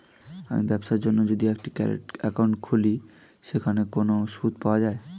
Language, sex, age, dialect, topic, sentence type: Bengali, male, 18-24, Standard Colloquial, banking, question